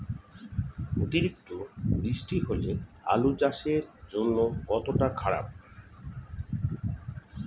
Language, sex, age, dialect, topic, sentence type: Bengali, male, 41-45, Standard Colloquial, agriculture, question